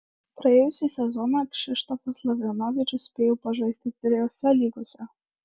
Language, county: Lithuanian, Marijampolė